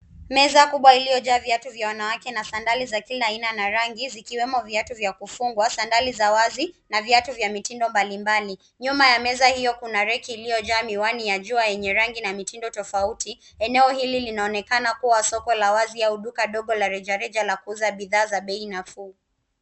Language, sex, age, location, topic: Swahili, female, 18-24, Nairobi, finance